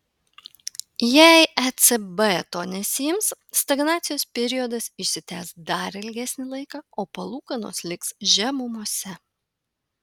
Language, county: Lithuanian, Panevėžys